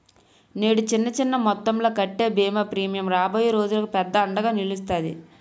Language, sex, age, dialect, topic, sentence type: Telugu, female, 18-24, Utterandhra, banking, statement